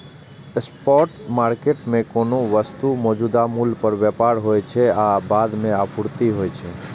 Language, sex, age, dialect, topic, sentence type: Maithili, male, 25-30, Eastern / Thethi, banking, statement